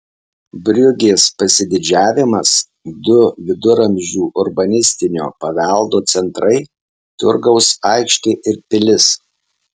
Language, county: Lithuanian, Alytus